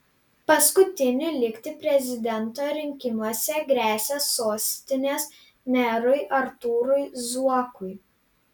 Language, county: Lithuanian, Panevėžys